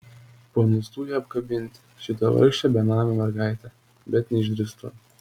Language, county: Lithuanian, Telšiai